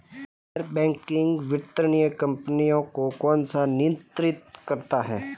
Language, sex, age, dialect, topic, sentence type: Hindi, male, 25-30, Marwari Dhudhari, banking, question